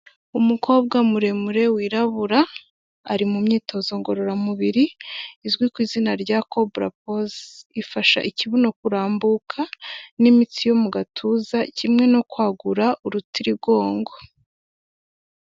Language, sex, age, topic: Kinyarwanda, female, 18-24, health